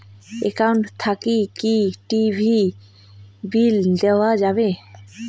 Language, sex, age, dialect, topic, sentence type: Bengali, female, 18-24, Rajbangshi, banking, question